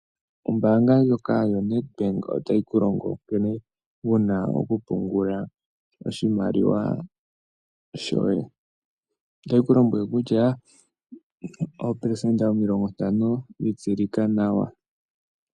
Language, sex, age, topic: Oshiwambo, male, 25-35, finance